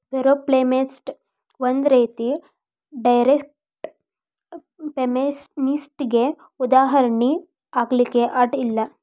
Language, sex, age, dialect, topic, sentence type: Kannada, female, 18-24, Dharwad Kannada, banking, statement